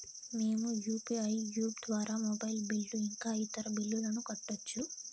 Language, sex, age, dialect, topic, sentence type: Telugu, female, 18-24, Southern, banking, statement